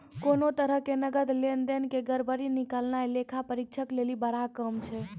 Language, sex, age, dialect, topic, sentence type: Maithili, female, 18-24, Angika, banking, statement